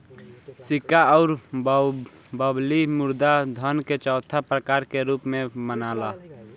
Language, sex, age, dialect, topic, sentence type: Bhojpuri, male, 18-24, Southern / Standard, banking, statement